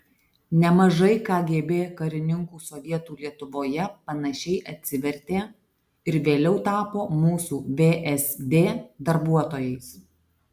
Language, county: Lithuanian, Alytus